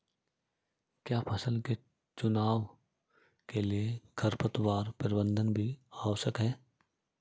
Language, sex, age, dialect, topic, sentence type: Hindi, male, 31-35, Marwari Dhudhari, agriculture, statement